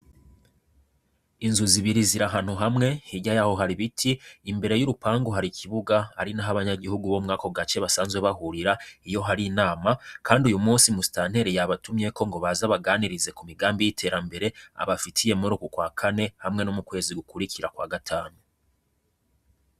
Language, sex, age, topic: Rundi, male, 25-35, education